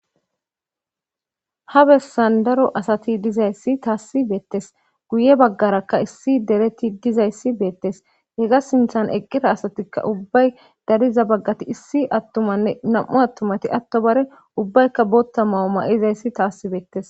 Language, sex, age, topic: Gamo, female, 25-35, government